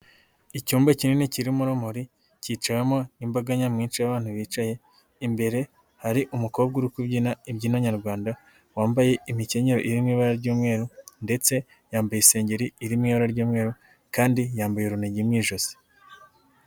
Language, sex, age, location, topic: Kinyarwanda, male, 18-24, Nyagatare, government